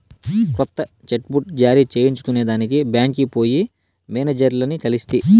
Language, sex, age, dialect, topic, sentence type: Telugu, male, 18-24, Southern, banking, statement